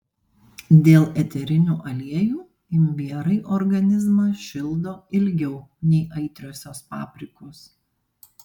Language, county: Lithuanian, Panevėžys